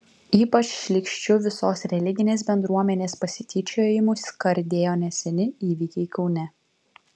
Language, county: Lithuanian, Vilnius